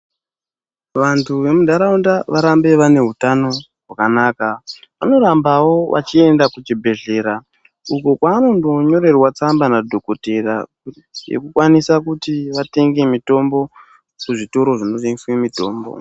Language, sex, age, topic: Ndau, male, 18-24, health